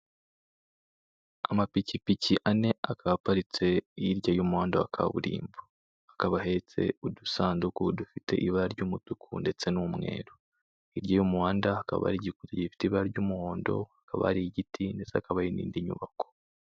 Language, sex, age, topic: Kinyarwanda, male, 18-24, finance